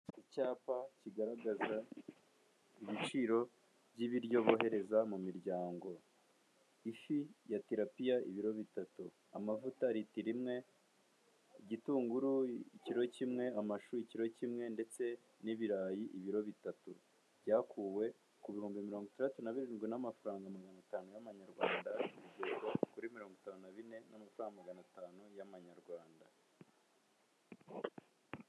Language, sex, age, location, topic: Kinyarwanda, male, 18-24, Kigali, finance